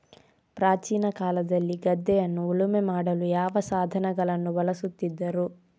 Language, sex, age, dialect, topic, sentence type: Kannada, female, 46-50, Coastal/Dakshin, agriculture, question